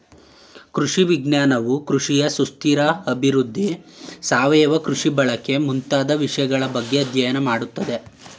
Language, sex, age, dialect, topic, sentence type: Kannada, male, 18-24, Mysore Kannada, agriculture, statement